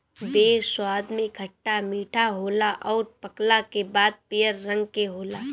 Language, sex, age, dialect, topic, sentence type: Bhojpuri, female, 18-24, Northern, agriculture, statement